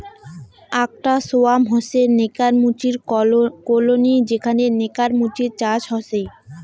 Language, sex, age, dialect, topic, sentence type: Bengali, female, 18-24, Rajbangshi, agriculture, statement